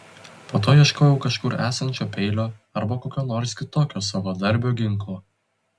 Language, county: Lithuanian, Telšiai